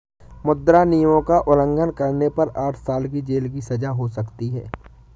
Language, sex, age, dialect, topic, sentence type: Hindi, male, 18-24, Awadhi Bundeli, banking, statement